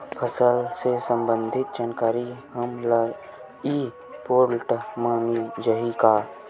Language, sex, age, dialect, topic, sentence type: Chhattisgarhi, male, 18-24, Western/Budati/Khatahi, agriculture, question